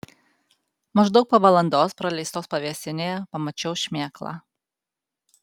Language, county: Lithuanian, Alytus